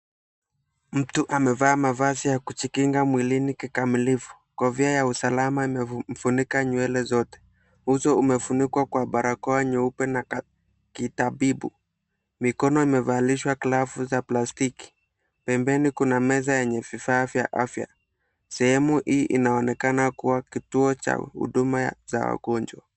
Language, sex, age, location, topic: Swahili, male, 18-24, Mombasa, health